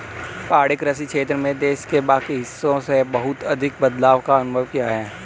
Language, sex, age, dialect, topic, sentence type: Hindi, male, 18-24, Hindustani Malvi Khadi Boli, agriculture, statement